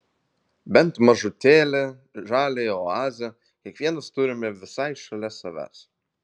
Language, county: Lithuanian, Vilnius